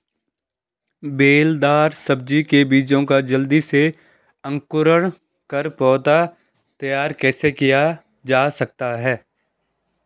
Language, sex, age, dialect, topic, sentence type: Hindi, male, 18-24, Garhwali, agriculture, question